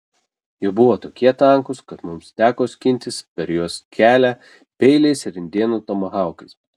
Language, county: Lithuanian, Kaunas